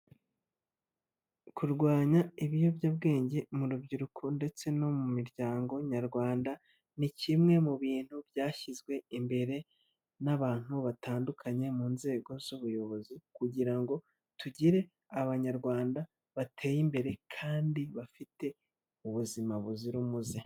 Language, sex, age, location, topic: Kinyarwanda, male, 25-35, Nyagatare, health